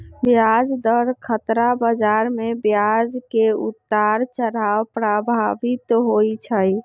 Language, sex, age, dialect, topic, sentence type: Magahi, male, 25-30, Western, banking, statement